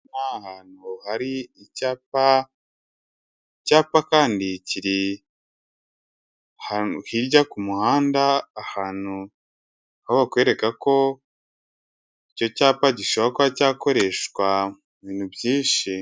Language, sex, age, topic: Kinyarwanda, male, 25-35, government